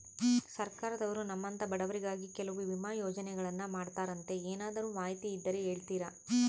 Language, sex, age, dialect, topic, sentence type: Kannada, female, 25-30, Central, banking, question